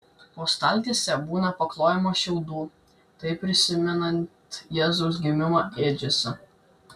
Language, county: Lithuanian, Kaunas